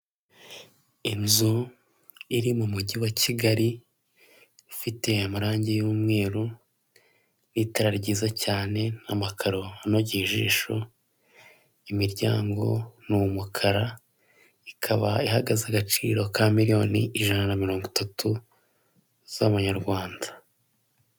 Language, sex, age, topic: Kinyarwanda, male, 18-24, finance